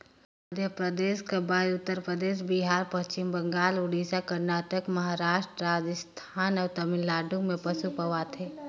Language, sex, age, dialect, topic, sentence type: Chhattisgarhi, female, 18-24, Northern/Bhandar, agriculture, statement